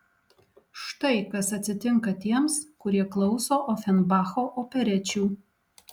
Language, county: Lithuanian, Alytus